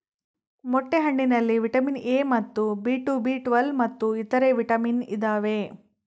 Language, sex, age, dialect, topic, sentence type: Kannada, female, 36-40, Central, agriculture, statement